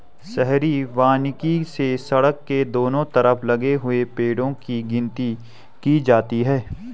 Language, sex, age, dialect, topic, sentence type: Hindi, male, 18-24, Garhwali, agriculture, statement